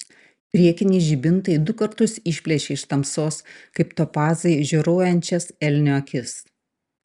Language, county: Lithuanian, Panevėžys